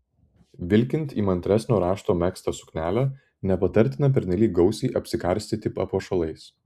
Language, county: Lithuanian, Vilnius